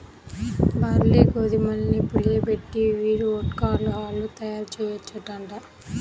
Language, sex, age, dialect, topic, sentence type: Telugu, female, 18-24, Central/Coastal, agriculture, statement